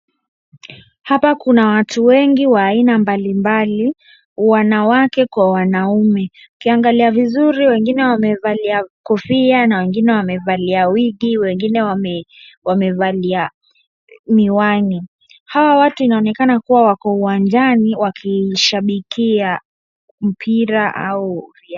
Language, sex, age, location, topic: Swahili, male, 18-24, Wajir, government